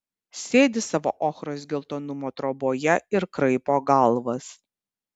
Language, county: Lithuanian, Kaunas